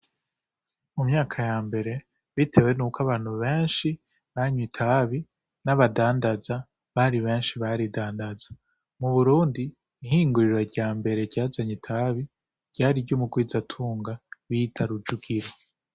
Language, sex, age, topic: Rundi, male, 18-24, agriculture